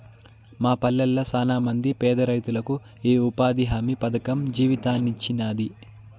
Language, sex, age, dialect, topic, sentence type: Telugu, male, 18-24, Southern, banking, statement